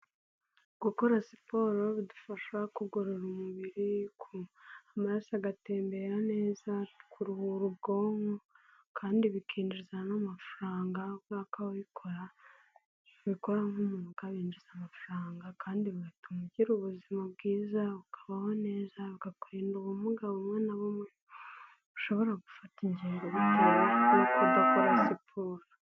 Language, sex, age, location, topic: Kinyarwanda, female, 18-24, Nyagatare, government